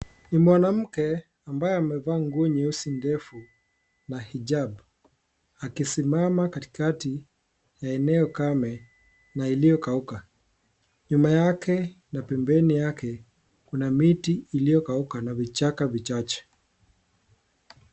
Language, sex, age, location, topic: Swahili, male, 18-24, Kisii, health